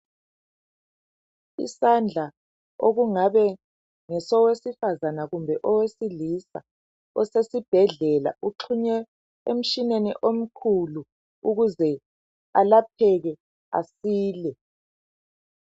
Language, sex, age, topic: North Ndebele, male, 50+, health